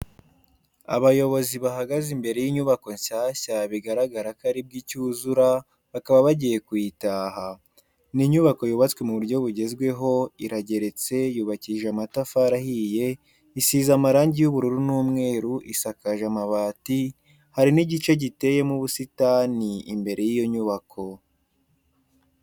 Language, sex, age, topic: Kinyarwanda, male, 18-24, education